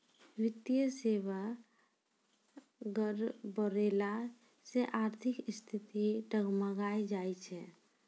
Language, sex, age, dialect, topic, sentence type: Maithili, female, 60-100, Angika, banking, statement